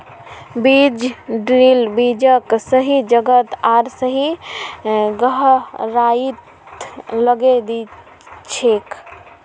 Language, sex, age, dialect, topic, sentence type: Magahi, female, 56-60, Northeastern/Surjapuri, agriculture, statement